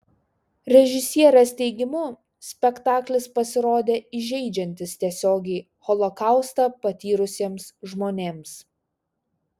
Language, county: Lithuanian, Šiauliai